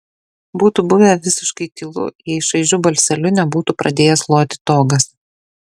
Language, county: Lithuanian, Šiauliai